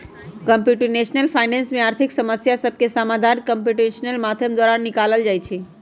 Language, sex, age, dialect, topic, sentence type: Magahi, female, 31-35, Western, banking, statement